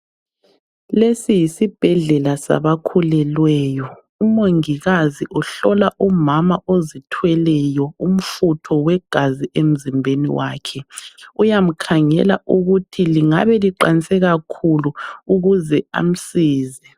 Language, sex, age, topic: North Ndebele, female, 25-35, health